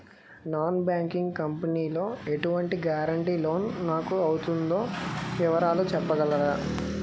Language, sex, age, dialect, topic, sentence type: Telugu, male, 25-30, Utterandhra, banking, question